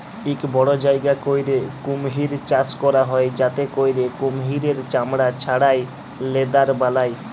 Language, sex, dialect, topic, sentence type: Bengali, male, Jharkhandi, agriculture, statement